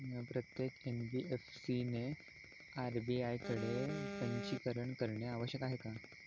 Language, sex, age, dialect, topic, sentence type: Marathi, male, 18-24, Standard Marathi, banking, question